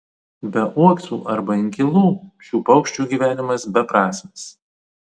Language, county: Lithuanian, Vilnius